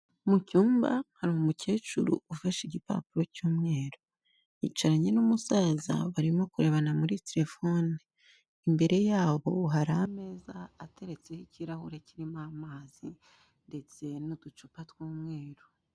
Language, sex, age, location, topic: Kinyarwanda, female, 25-35, Kigali, health